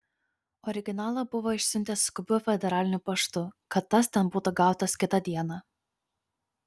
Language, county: Lithuanian, Kaunas